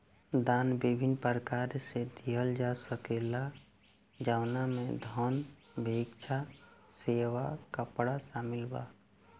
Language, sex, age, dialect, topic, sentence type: Bhojpuri, male, 18-24, Southern / Standard, banking, statement